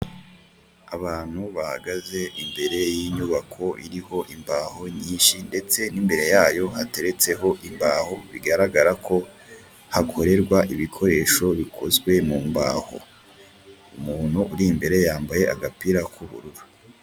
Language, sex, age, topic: Kinyarwanda, male, 18-24, finance